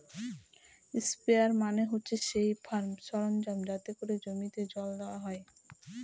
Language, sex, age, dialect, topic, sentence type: Bengali, female, 25-30, Northern/Varendri, agriculture, statement